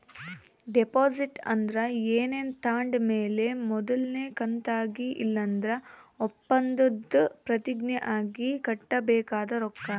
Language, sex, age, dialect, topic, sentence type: Kannada, female, 18-24, Central, banking, statement